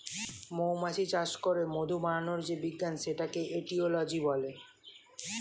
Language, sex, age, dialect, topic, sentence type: Bengali, male, 18-24, Standard Colloquial, agriculture, statement